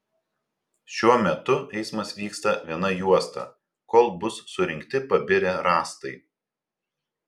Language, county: Lithuanian, Telšiai